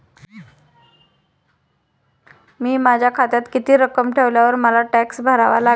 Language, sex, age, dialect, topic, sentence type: Marathi, female, 25-30, Standard Marathi, banking, question